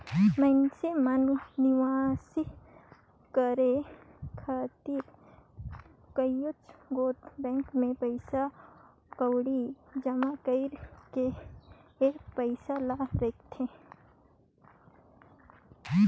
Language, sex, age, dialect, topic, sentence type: Chhattisgarhi, female, 25-30, Northern/Bhandar, banking, statement